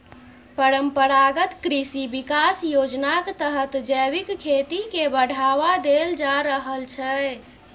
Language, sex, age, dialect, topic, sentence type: Maithili, female, 31-35, Bajjika, agriculture, statement